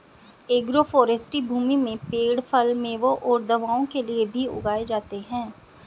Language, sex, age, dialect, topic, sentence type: Hindi, female, 36-40, Hindustani Malvi Khadi Boli, agriculture, statement